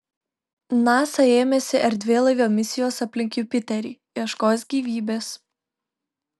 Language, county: Lithuanian, Telšiai